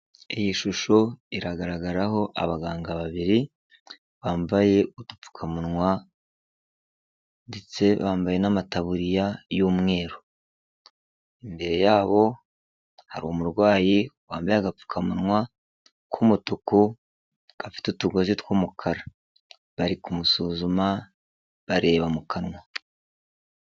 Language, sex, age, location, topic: Kinyarwanda, male, 36-49, Kigali, health